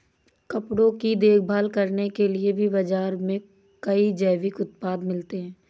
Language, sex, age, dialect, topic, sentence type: Hindi, female, 31-35, Awadhi Bundeli, agriculture, statement